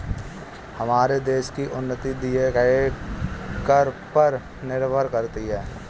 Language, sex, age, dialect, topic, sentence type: Hindi, male, 25-30, Kanauji Braj Bhasha, banking, statement